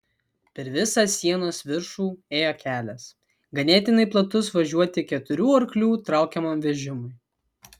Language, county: Lithuanian, Vilnius